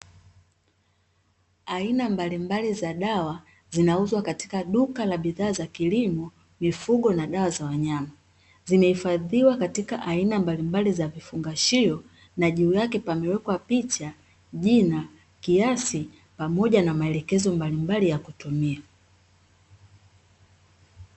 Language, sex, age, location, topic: Swahili, female, 36-49, Dar es Salaam, agriculture